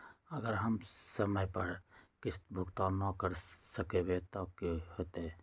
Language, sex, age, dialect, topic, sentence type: Magahi, male, 25-30, Western, banking, question